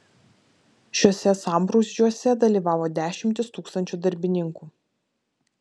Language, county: Lithuanian, Vilnius